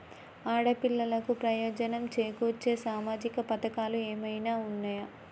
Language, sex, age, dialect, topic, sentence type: Telugu, female, 25-30, Telangana, banking, statement